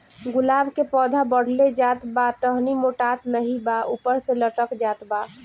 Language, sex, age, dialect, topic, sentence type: Bhojpuri, female, 18-24, Northern, agriculture, question